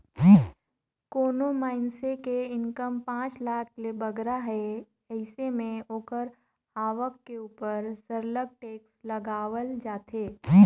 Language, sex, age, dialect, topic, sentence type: Chhattisgarhi, female, 25-30, Northern/Bhandar, banking, statement